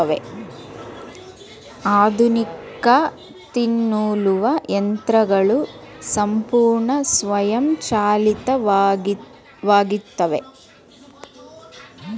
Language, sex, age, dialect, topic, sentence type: Kannada, female, 36-40, Mysore Kannada, agriculture, statement